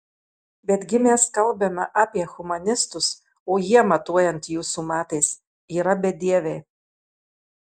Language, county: Lithuanian, Marijampolė